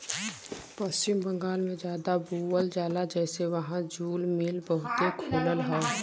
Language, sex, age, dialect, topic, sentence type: Bhojpuri, female, 18-24, Western, agriculture, statement